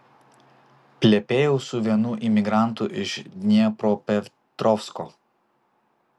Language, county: Lithuanian, Vilnius